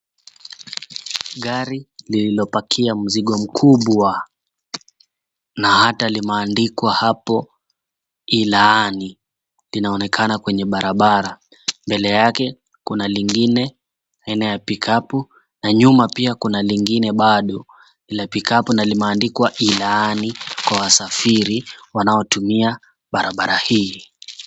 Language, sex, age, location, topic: Swahili, male, 25-35, Mombasa, government